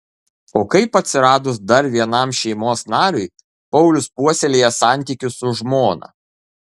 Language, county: Lithuanian, Kaunas